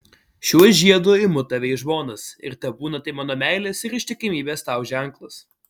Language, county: Lithuanian, Alytus